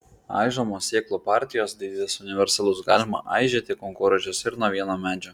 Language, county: Lithuanian, Klaipėda